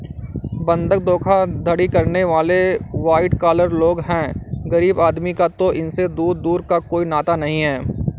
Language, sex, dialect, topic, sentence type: Hindi, male, Awadhi Bundeli, banking, statement